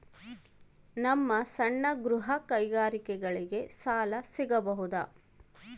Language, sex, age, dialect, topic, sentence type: Kannada, female, 36-40, Central, banking, question